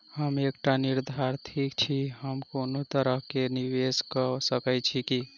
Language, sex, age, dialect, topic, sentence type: Maithili, female, 25-30, Southern/Standard, banking, question